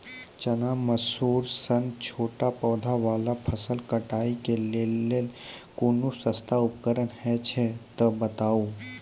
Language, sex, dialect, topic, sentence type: Maithili, male, Angika, agriculture, question